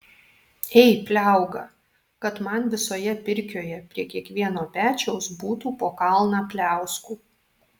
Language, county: Lithuanian, Alytus